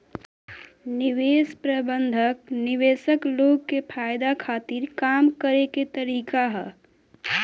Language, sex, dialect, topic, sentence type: Bhojpuri, male, Southern / Standard, banking, statement